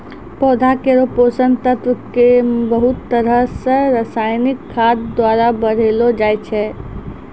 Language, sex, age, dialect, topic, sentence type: Maithili, female, 60-100, Angika, agriculture, statement